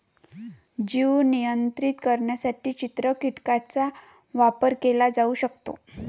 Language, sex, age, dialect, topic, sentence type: Marathi, female, 25-30, Varhadi, agriculture, statement